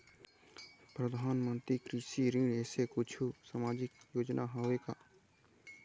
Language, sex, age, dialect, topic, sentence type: Chhattisgarhi, male, 51-55, Eastern, banking, question